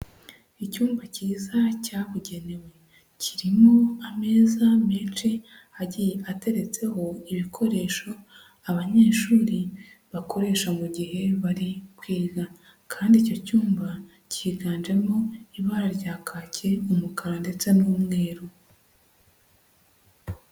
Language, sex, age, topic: Kinyarwanda, male, 25-35, education